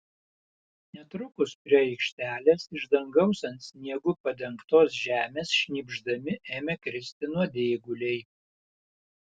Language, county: Lithuanian, Panevėžys